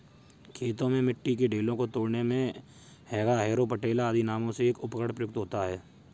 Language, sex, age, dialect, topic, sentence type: Hindi, male, 56-60, Kanauji Braj Bhasha, agriculture, statement